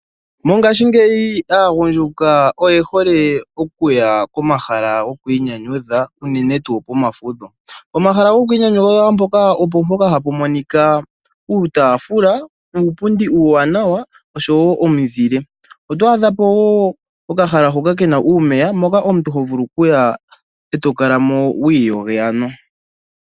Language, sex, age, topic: Oshiwambo, male, 18-24, agriculture